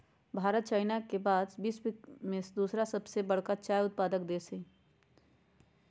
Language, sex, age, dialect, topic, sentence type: Magahi, male, 31-35, Western, agriculture, statement